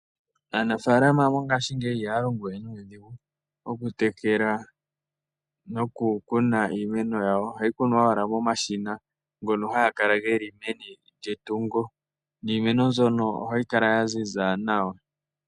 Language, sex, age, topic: Oshiwambo, male, 18-24, agriculture